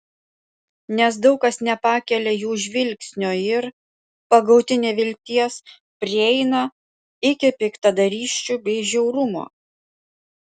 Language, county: Lithuanian, Panevėžys